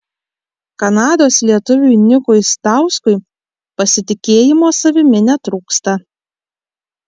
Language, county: Lithuanian, Kaunas